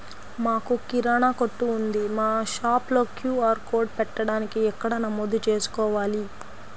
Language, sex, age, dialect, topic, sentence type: Telugu, female, 25-30, Central/Coastal, banking, question